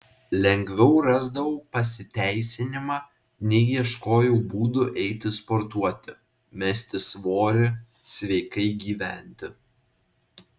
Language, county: Lithuanian, Vilnius